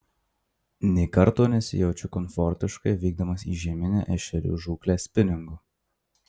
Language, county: Lithuanian, Marijampolė